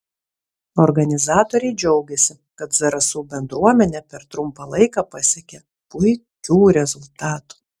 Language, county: Lithuanian, Vilnius